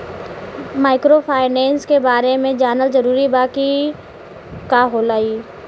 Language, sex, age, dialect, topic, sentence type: Bhojpuri, female, 18-24, Western, banking, question